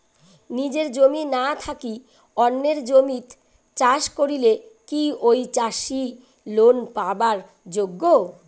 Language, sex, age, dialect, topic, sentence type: Bengali, female, 41-45, Rajbangshi, agriculture, question